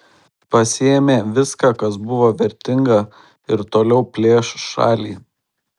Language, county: Lithuanian, Šiauliai